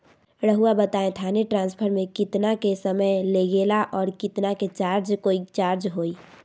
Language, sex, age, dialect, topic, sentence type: Magahi, female, 60-100, Southern, banking, question